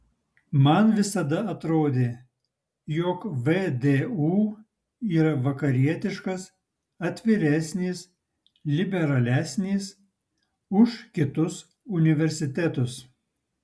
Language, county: Lithuanian, Utena